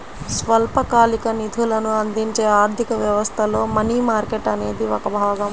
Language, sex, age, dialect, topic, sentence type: Telugu, female, 36-40, Central/Coastal, banking, statement